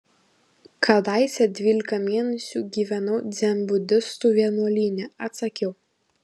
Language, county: Lithuanian, Kaunas